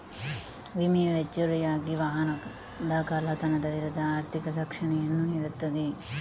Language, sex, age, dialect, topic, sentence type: Kannada, female, 18-24, Coastal/Dakshin, banking, statement